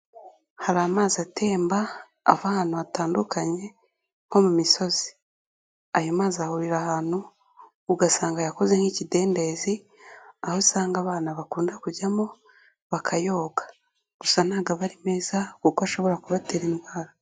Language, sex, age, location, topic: Kinyarwanda, female, 18-24, Kigali, health